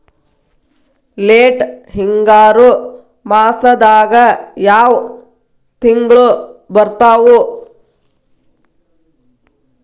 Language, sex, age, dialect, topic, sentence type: Kannada, female, 31-35, Dharwad Kannada, agriculture, question